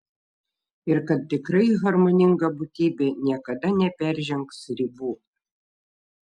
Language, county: Lithuanian, Šiauliai